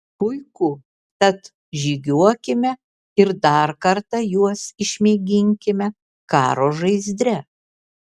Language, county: Lithuanian, Kaunas